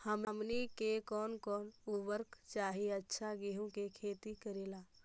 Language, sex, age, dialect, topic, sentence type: Magahi, female, 18-24, Central/Standard, agriculture, question